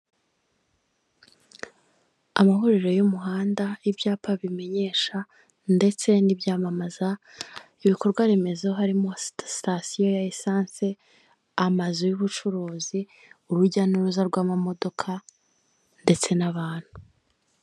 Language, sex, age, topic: Kinyarwanda, female, 18-24, government